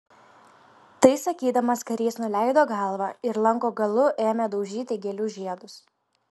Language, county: Lithuanian, Klaipėda